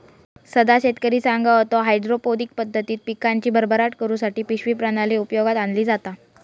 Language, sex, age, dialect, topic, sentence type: Marathi, female, 46-50, Southern Konkan, agriculture, statement